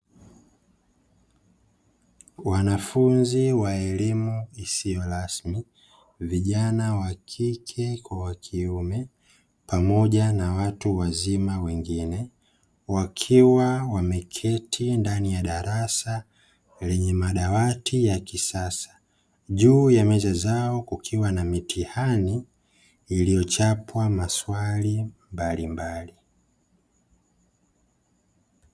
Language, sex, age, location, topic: Swahili, female, 18-24, Dar es Salaam, education